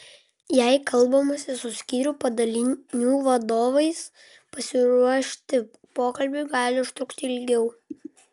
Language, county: Lithuanian, Klaipėda